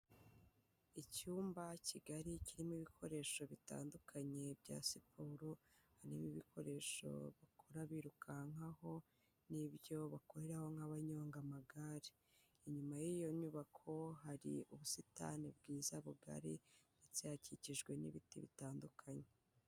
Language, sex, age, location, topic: Kinyarwanda, female, 18-24, Kigali, health